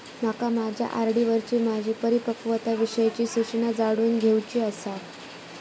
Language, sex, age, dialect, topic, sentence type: Marathi, female, 41-45, Southern Konkan, banking, statement